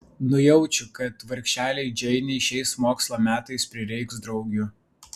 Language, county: Lithuanian, Vilnius